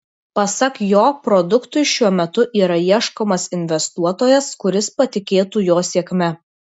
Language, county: Lithuanian, Vilnius